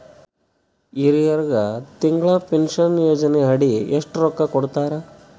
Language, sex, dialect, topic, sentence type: Kannada, male, Northeastern, banking, question